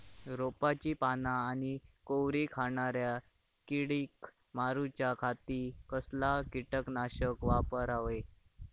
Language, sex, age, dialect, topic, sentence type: Marathi, male, 18-24, Southern Konkan, agriculture, question